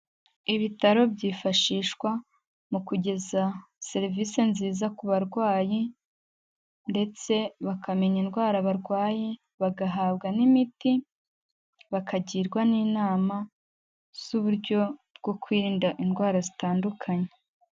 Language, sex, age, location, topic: Kinyarwanda, female, 18-24, Huye, health